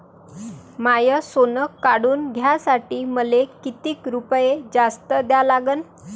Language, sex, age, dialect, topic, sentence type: Marathi, female, 25-30, Varhadi, banking, question